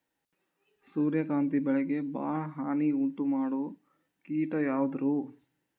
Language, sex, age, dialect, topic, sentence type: Kannada, male, 18-24, Dharwad Kannada, agriculture, question